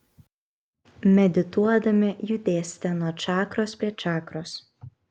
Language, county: Lithuanian, Kaunas